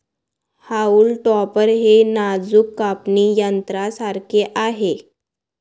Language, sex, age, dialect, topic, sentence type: Marathi, female, 18-24, Varhadi, agriculture, statement